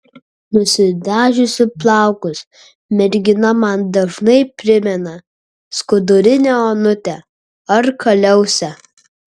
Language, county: Lithuanian, Kaunas